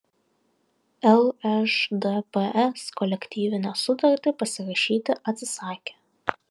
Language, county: Lithuanian, Vilnius